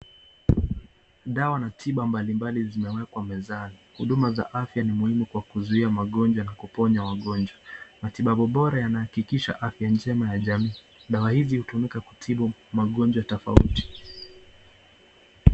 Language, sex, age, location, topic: Swahili, male, 25-35, Nakuru, health